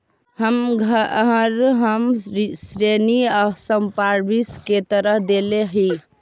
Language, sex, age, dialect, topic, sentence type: Magahi, female, 18-24, Central/Standard, banking, statement